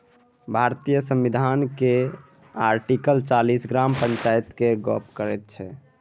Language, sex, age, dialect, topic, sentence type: Maithili, male, 18-24, Bajjika, banking, statement